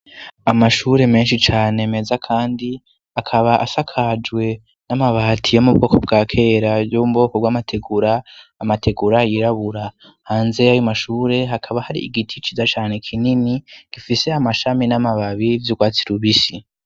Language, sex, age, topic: Rundi, female, 18-24, education